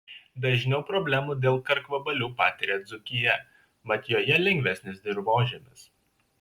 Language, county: Lithuanian, Šiauliai